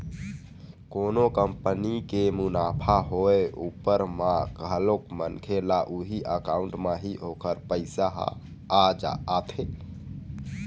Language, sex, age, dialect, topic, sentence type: Chhattisgarhi, male, 18-24, Eastern, banking, statement